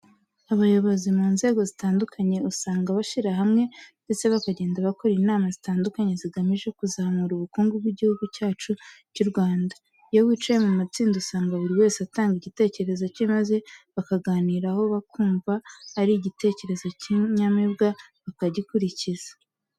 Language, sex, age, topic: Kinyarwanda, female, 18-24, education